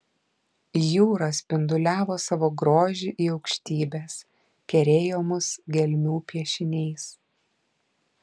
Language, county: Lithuanian, Klaipėda